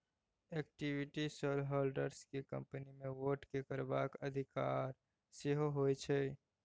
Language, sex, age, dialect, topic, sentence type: Maithili, male, 18-24, Bajjika, banking, statement